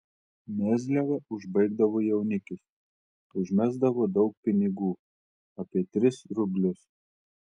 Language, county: Lithuanian, Telšiai